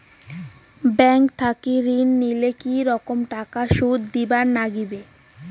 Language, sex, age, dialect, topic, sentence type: Bengali, female, 18-24, Rajbangshi, banking, question